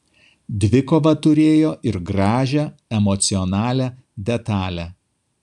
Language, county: Lithuanian, Kaunas